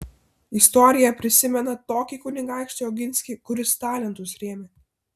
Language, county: Lithuanian, Vilnius